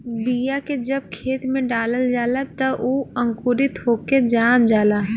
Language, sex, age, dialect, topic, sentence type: Bhojpuri, female, 18-24, Western, agriculture, statement